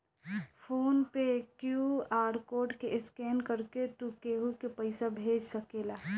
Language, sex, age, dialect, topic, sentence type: Bhojpuri, female, 18-24, Northern, banking, statement